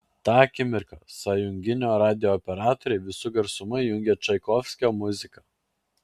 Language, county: Lithuanian, Klaipėda